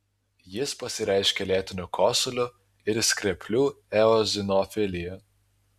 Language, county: Lithuanian, Alytus